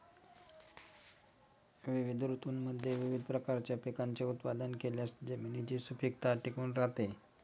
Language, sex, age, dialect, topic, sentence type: Marathi, male, 46-50, Standard Marathi, agriculture, statement